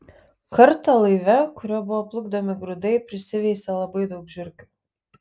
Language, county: Lithuanian, Vilnius